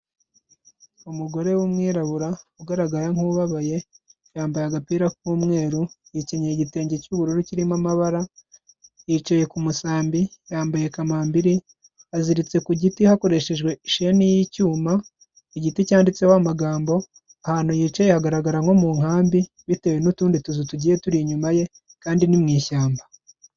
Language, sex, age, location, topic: Kinyarwanda, male, 25-35, Kigali, health